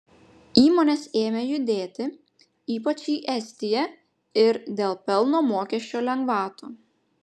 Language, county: Lithuanian, Panevėžys